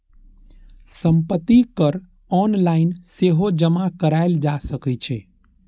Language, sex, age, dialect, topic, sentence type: Maithili, male, 31-35, Eastern / Thethi, banking, statement